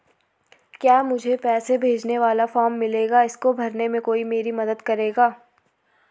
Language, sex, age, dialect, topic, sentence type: Hindi, female, 18-24, Garhwali, banking, question